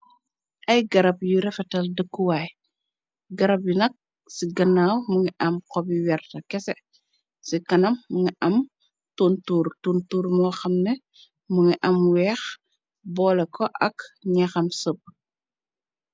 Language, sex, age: Wolof, female, 36-49